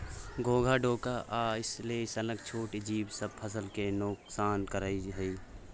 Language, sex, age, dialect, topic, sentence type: Maithili, male, 25-30, Bajjika, agriculture, statement